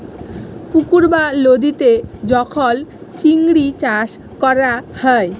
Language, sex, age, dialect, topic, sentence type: Bengali, female, 36-40, Jharkhandi, agriculture, statement